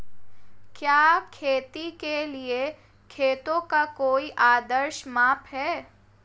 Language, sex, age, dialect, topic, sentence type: Hindi, female, 18-24, Marwari Dhudhari, agriculture, question